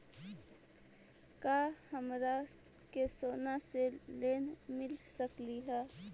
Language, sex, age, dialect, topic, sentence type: Magahi, female, 18-24, Central/Standard, banking, question